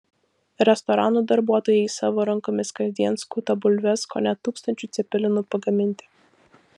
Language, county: Lithuanian, Vilnius